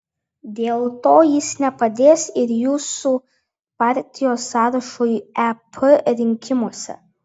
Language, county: Lithuanian, Vilnius